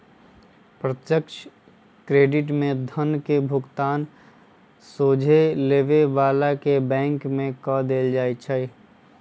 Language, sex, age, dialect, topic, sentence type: Magahi, female, 51-55, Western, banking, statement